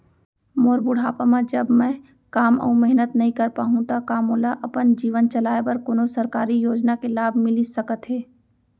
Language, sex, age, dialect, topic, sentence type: Chhattisgarhi, female, 25-30, Central, banking, question